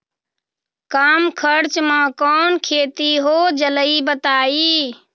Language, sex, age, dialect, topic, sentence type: Magahi, female, 36-40, Western, agriculture, question